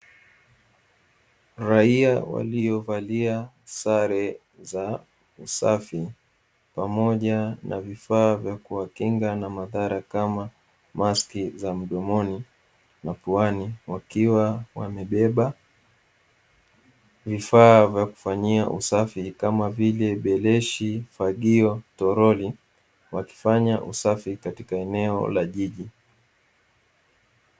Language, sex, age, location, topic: Swahili, male, 18-24, Dar es Salaam, government